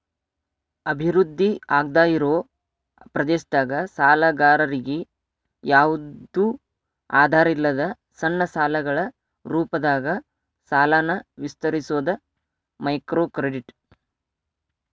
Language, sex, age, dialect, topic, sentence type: Kannada, male, 46-50, Dharwad Kannada, banking, statement